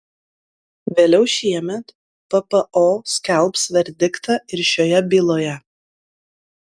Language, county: Lithuanian, Klaipėda